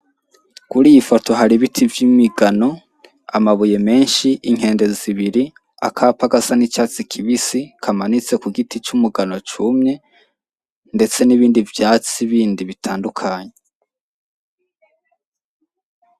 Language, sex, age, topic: Rundi, male, 18-24, agriculture